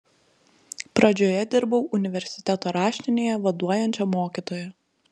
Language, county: Lithuanian, Telšiai